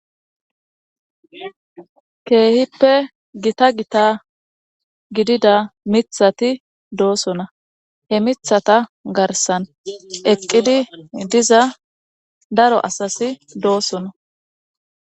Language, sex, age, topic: Gamo, female, 18-24, government